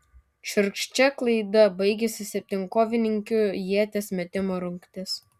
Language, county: Lithuanian, Kaunas